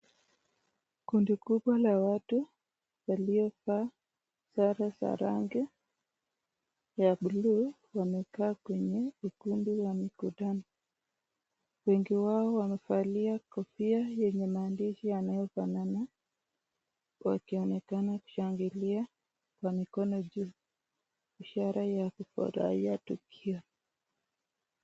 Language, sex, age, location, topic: Swahili, female, 25-35, Nakuru, government